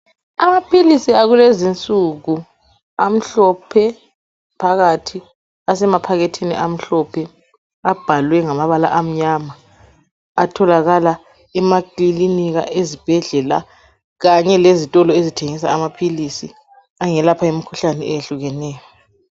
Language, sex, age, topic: North Ndebele, female, 25-35, health